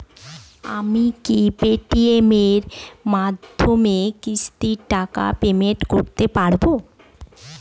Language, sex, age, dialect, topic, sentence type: Bengali, female, 31-35, Standard Colloquial, banking, question